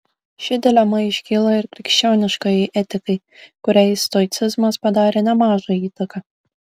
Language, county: Lithuanian, Kaunas